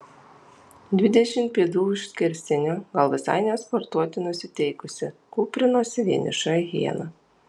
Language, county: Lithuanian, Alytus